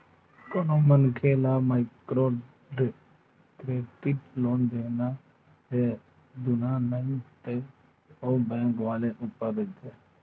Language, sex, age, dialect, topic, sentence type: Chhattisgarhi, male, 25-30, Western/Budati/Khatahi, banking, statement